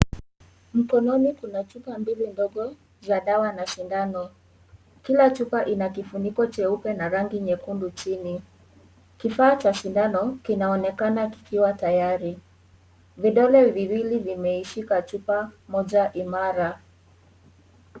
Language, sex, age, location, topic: Swahili, female, 18-24, Kisii, health